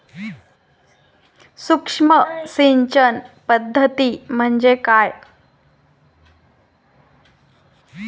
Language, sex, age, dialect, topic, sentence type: Marathi, female, 25-30, Standard Marathi, agriculture, question